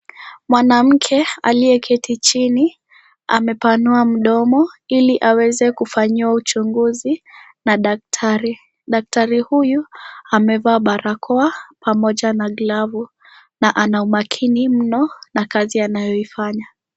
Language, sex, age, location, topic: Swahili, female, 25-35, Kisii, health